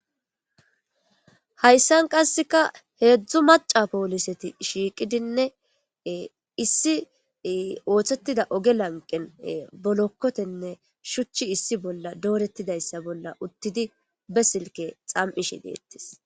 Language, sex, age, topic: Gamo, female, 25-35, government